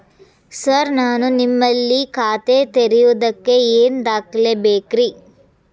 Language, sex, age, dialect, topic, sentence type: Kannada, female, 25-30, Dharwad Kannada, banking, question